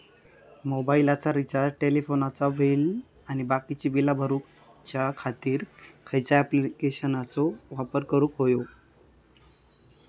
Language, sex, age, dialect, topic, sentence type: Marathi, male, 18-24, Southern Konkan, banking, question